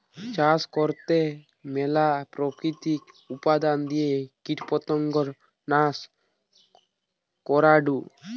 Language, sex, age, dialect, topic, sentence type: Bengali, male, 18-24, Western, agriculture, statement